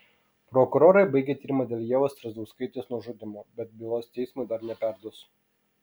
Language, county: Lithuanian, Kaunas